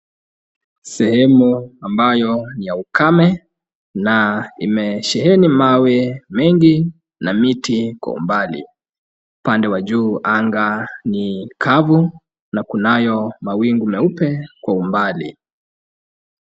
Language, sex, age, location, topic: Swahili, male, 25-35, Kisumu, health